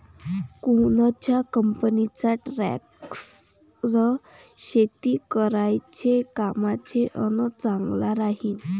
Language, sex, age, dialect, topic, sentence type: Marathi, female, 18-24, Varhadi, agriculture, question